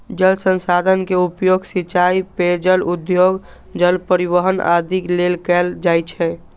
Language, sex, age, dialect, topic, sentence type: Maithili, male, 18-24, Eastern / Thethi, agriculture, statement